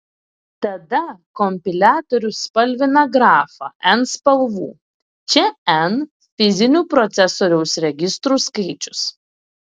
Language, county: Lithuanian, Klaipėda